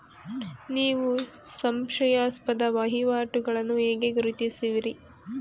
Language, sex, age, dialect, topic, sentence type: Kannada, female, 25-30, Mysore Kannada, banking, question